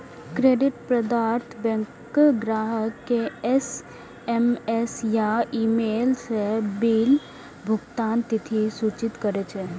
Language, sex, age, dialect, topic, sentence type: Maithili, female, 18-24, Eastern / Thethi, banking, statement